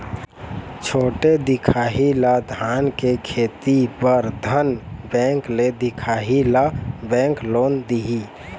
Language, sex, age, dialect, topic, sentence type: Chhattisgarhi, male, 25-30, Eastern, agriculture, question